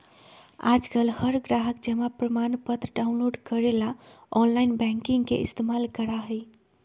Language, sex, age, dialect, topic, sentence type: Magahi, female, 25-30, Western, banking, statement